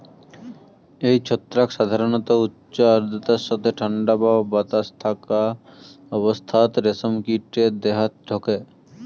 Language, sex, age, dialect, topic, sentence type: Bengali, male, 18-24, Rajbangshi, agriculture, statement